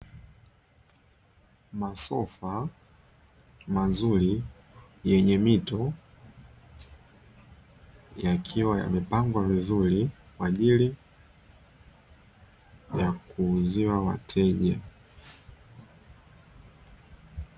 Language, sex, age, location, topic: Swahili, male, 25-35, Dar es Salaam, finance